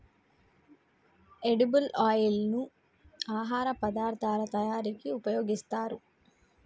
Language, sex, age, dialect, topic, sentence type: Telugu, female, 18-24, Telangana, agriculture, statement